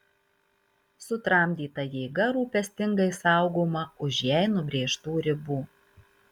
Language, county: Lithuanian, Marijampolė